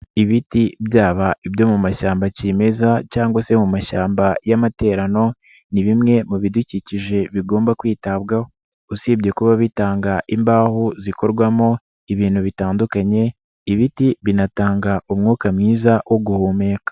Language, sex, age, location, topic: Kinyarwanda, male, 25-35, Nyagatare, agriculture